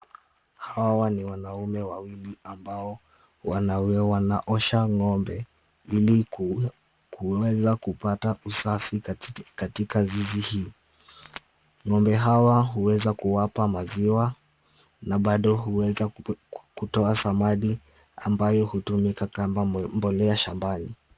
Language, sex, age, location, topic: Swahili, male, 18-24, Kisumu, agriculture